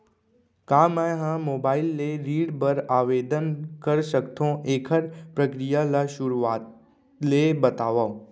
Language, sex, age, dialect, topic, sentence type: Chhattisgarhi, male, 25-30, Central, banking, question